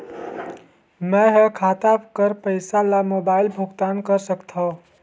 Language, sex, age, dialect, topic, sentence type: Chhattisgarhi, female, 36-40, Northern/Bhandar, banking, question